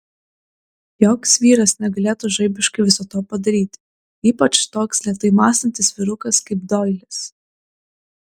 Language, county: Lithuanian, Klaipėda